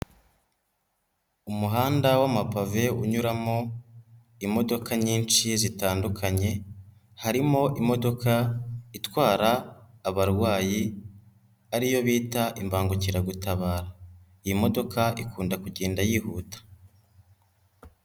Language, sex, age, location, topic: Kinyarwanda, male, 18-24, Nyagatare, education